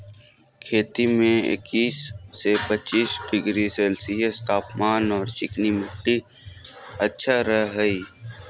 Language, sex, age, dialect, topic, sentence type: Magahi, male, 31-35, Southern, agriculture, statement